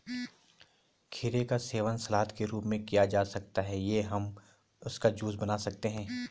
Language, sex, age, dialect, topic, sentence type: Hindi, male, 31-35, Garhwali, agriculture, statement